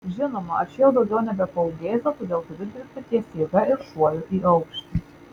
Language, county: Lithuanian, Marijampolė